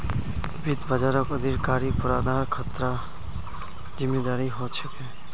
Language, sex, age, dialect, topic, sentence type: Magahi, male, 25-30, Northeastern/Surjapuri, banking, statement